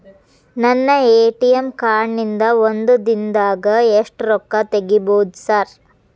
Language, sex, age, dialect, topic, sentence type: Kannada, female, 25-30, Dharwad Kannada, banking, question